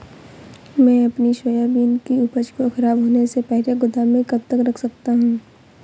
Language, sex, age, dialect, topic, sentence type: Hindi, female, 18-24, Awadhi Bundeli, agriculture, question